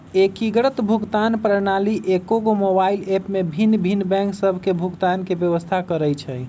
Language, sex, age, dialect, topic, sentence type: Magahi, male, 25-30, Western, banking, statement